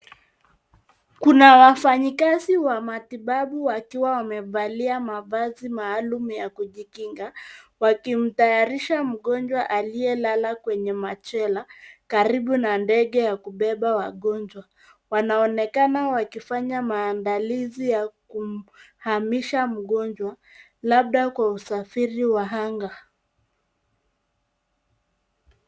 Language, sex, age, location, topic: Swahili, female, 25-35, Nairobi, health